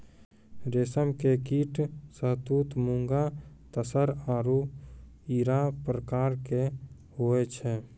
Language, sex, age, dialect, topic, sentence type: Maithili, male, 18-24, Angika, agriculture, statement